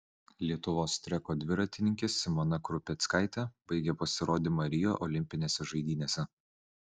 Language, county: Lithuanian, Vilnius